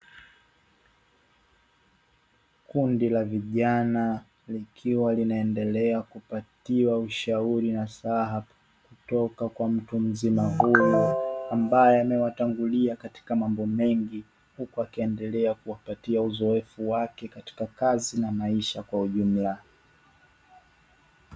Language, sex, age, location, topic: Swahili, male, 25-35, Dar es Salaam, education